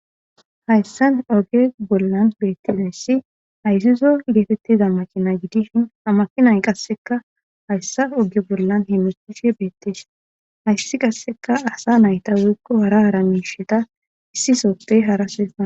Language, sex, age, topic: Gamo, female, 18-24, government